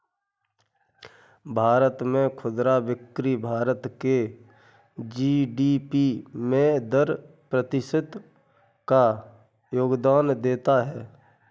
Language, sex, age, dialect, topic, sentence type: Hindi, male, 31-35, Kanauji Braj Bhasha, agriculture, statement